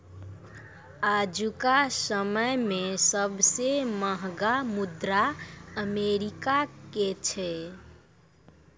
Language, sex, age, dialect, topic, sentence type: Maithili, female, 56-60, Angika, banking, statement